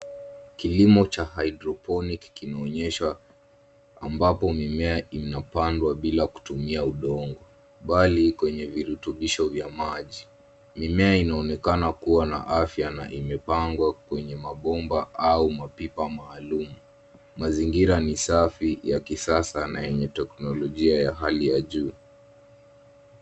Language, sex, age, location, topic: Swahili, male, 18-24, Nairobi, agriculture